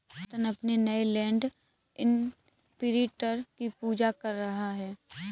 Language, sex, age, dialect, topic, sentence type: Hindi, female, 18-24, Kanauji Braj Bhasha, agriculture, statement